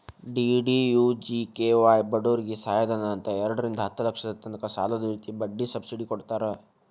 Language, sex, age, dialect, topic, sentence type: Kannada, male, 18-24, Dharwad Kannada, banking, statement